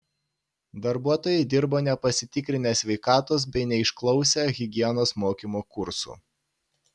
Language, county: Lithuanian, Panevėžys